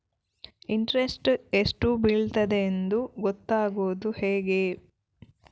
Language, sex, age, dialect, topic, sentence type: Kannada, female, 18-24, Coastal/Dakshin, banking, question